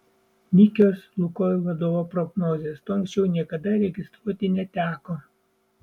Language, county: Lithuanian, Vilnius